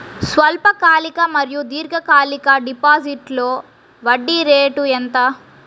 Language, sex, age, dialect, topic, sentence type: Telugu, female, 36-40, Central/Coastal, banking, question